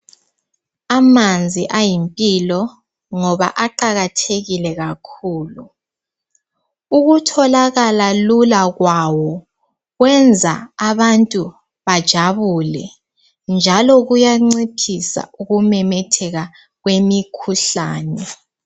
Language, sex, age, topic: North Ndebele, female, 18-24, health